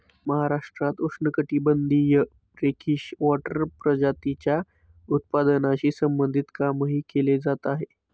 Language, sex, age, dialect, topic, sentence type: Marathi, male, 25-30, Standard Marathi, agriculture, statement